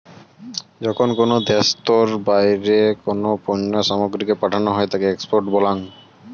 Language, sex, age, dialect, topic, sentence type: Bengali, male, 18-24, Rajbangshi, banking, statement